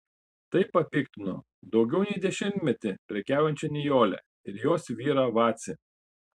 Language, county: Lithuanian, Panevėžys